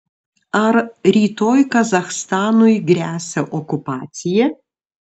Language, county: Lithuanian, Šiauliai